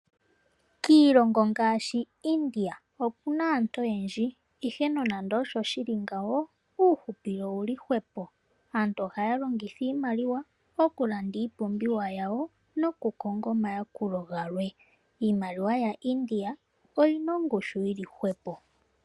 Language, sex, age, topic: Oshiwambo, female, 18-24, finance